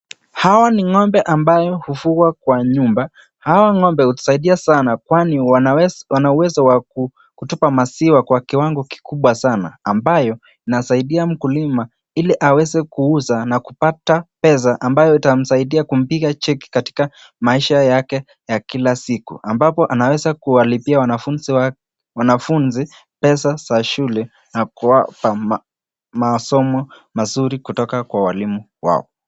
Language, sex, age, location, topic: Swahili, male, 18-24, Nakuru, agriculture